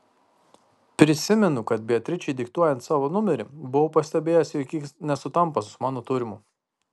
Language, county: Lithuanian, Kaunas